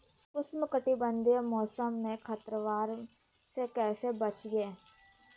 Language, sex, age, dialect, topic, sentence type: Magahi, female, 25-30, Southern, agriculture, question